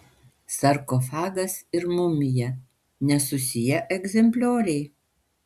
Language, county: Lithuanian, Panevėžys